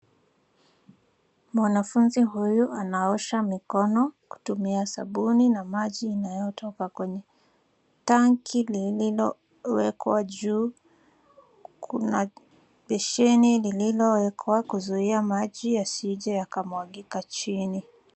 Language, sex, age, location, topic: Swahili, female, 25-35, Nairobi, health